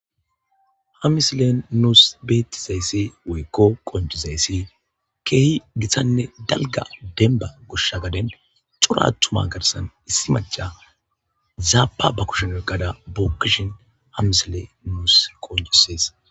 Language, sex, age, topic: Gamo, male, 25-35, agriculture